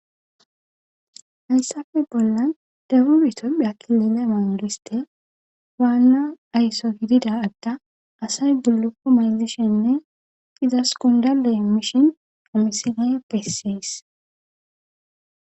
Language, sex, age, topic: Gamo, female, 18-24, government